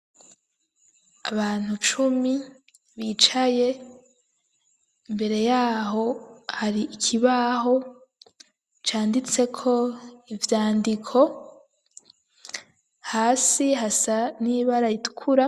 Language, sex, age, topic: Rundi, female, 25-35, education